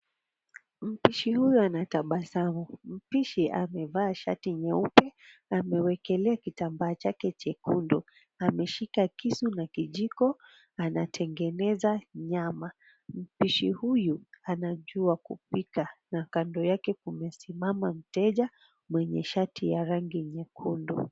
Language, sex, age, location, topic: Swahili, female, 36-49, Mombasa, agriculture